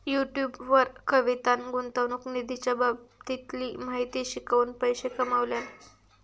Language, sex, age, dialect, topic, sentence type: Marathi, female, 31-35, Southern Konkan, banking, statement